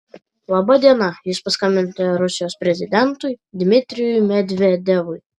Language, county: Lithuanian, Vilnius